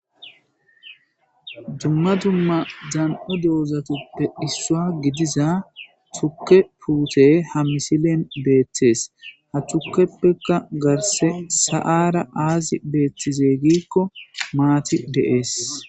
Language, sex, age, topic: Gamo, male, 25-35, agriculture